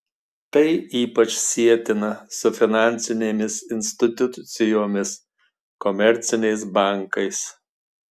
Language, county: Lithuanian, Marijampolė